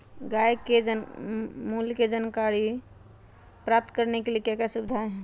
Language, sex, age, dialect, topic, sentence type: Magahi, female, 31-35, Western, agriculture, question